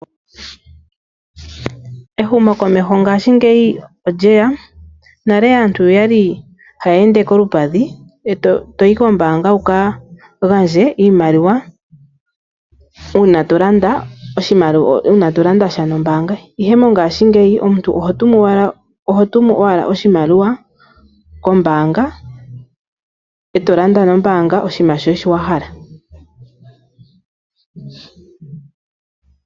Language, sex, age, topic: Oshiwambo, female, 25-35, finance